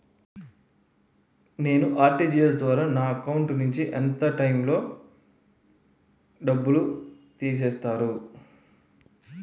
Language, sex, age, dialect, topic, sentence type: Telugu, male, 31-35, Utterandhra, banking, question